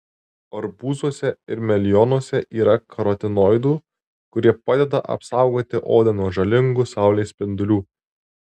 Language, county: Lithuanian, Tauragė